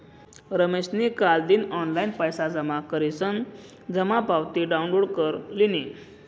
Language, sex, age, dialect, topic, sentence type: Marathi, male, 25-30, Northern Konkan, banking, statement